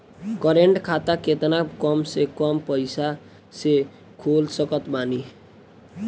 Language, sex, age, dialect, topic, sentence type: Bhojpuri, male, <18, Southern / Standard, banking, question